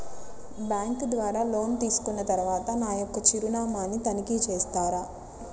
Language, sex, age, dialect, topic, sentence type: Telugu, female, 60-100, Central/Coastal, banking, question